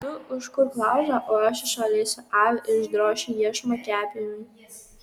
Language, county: Lithuanian, Kaunas